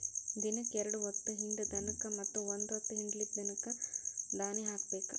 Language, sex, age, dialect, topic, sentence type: Kannada, female, 25-30, Dharwad Kannada, agriculture, statement